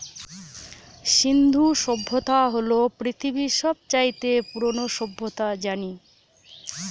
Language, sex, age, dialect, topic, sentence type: Bengali, female, 41-45, Northern/Varendri, agriculture, statement